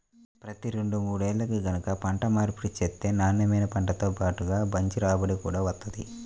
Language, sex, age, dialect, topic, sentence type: Telugu, male, 25-30, Central/Coastal, agriculture, statement